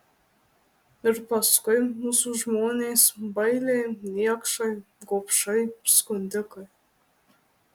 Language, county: Lithuanian, Marijampolė